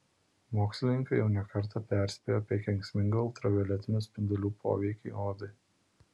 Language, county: Lithuanian, Alytus